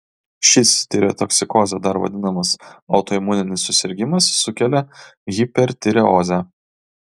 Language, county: Lithuanian, Kaunas